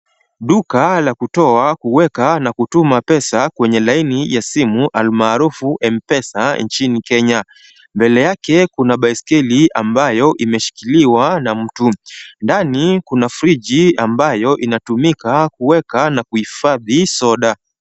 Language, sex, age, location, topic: Swahili, male, 25-35, Kisumu, finance